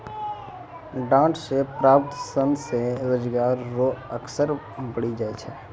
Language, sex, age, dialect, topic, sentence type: Maithili, male, 18-24, Angika, agriculture, statement